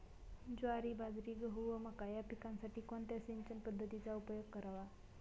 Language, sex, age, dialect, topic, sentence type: Marathi, female, 25-30, Northern Konkan, agriculture, question